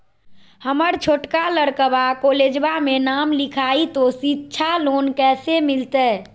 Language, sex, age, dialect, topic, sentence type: Magahi, female, 41-45, Southern, banking, question